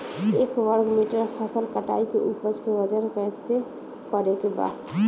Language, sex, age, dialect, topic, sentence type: Bhojpuri, female, 18-24, Northern, agriculture, question